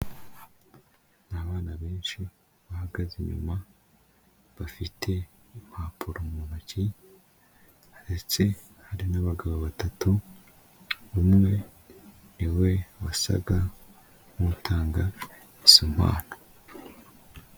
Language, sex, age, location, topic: Kinyarwanda, male, 25-35, Kigali, health